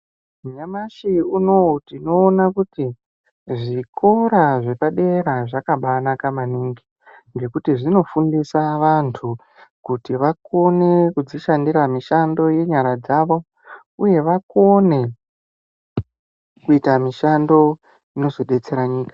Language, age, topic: Ndau, 18-24, education